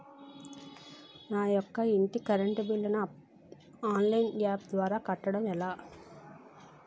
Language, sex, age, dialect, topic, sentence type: Telugu, female, 36-40, Utterandhra, banking, question